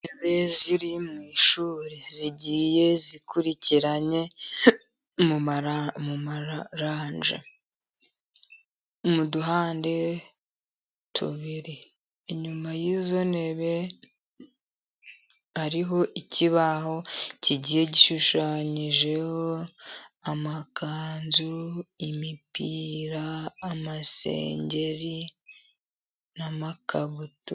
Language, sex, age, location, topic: Kinyarwanda, female, 50+, Musanze, education